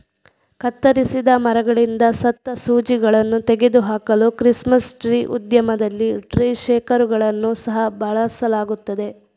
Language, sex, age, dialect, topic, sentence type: Kannada, female, 46-50, Coastal/Dakshin, agriculture, statement